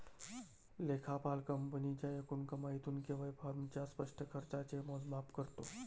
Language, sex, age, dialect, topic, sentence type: Marathi, male, 31-35, Varhadi, banking, statement